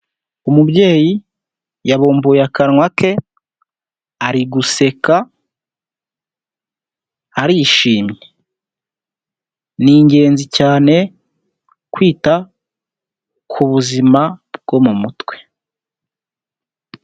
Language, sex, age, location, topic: Kinyarwanda, male, 18-24, Huye, health